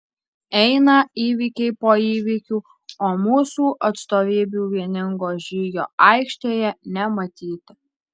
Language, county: Lithuanian, Alytus